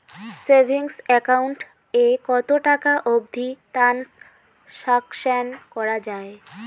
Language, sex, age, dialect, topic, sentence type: Bengali, female, 18-24, Rajbangshi, banking, question